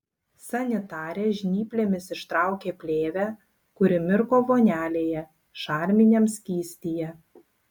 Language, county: Lithuanian, Klaipėda